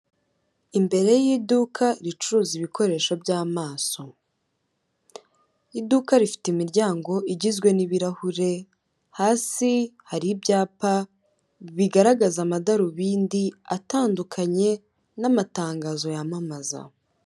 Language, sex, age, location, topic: Kinyarwanda, female, 18-24, Kigali, health